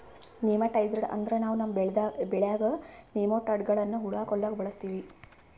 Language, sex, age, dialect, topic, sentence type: Kannada, female, 51-55, Northeastern, agriculture, statement